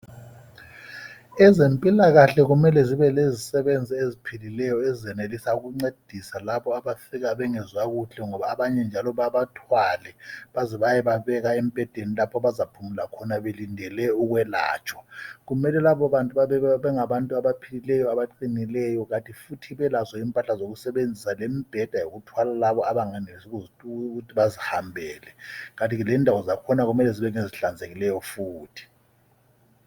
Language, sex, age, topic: North Ndebele, male, 50+, health